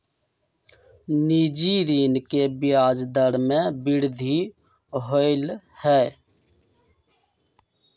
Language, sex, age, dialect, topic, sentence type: Magahi, male, 25-30, Western, banking, statement